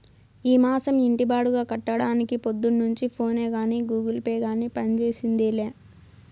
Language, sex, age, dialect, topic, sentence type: Telugu, female, 18-24, Southern, banking, statement